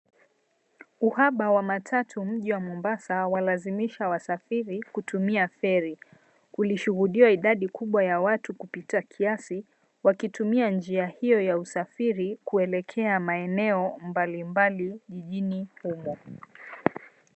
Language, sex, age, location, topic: Swahili, female, 25-35, Mombasa, government